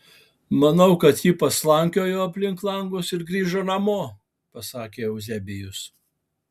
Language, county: Lithuanian, Alytus